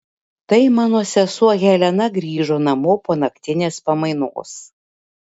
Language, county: Lithuanian, Šiauliai